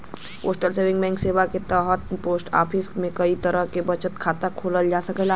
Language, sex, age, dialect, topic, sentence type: Bhojpuri, male, <18, Western, banking, statement